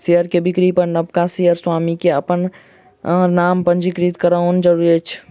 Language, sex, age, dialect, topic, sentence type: Maithili, male, 51-55, Southern/Standard, banking, statement